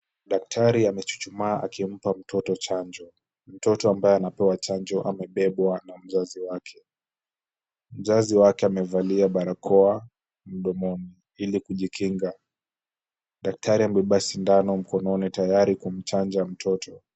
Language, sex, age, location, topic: Swahili, male, 18-24, Kisumu, health